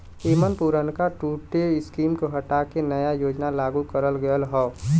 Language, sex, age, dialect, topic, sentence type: Bhojpuri, male, 18-24, Western, agriculture, statement